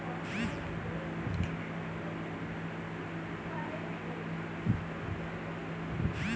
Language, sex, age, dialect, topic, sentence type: Hindi, male, 36-40, Kanauji Braj Bhasha, agriculture, statement